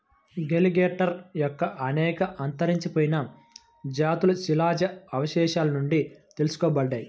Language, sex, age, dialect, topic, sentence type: Telugu, male, 25-30, Central/Coastal, agriculture, statement